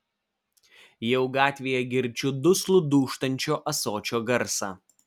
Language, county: Lithuanian, Vilnius